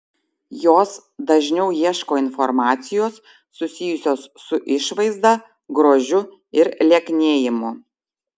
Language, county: Lithuanian, Šiauliai